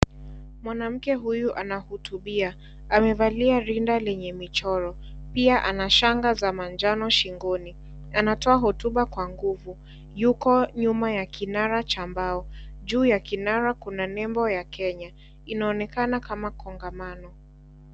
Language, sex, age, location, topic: Swahili, female, 18-24, Kisii, government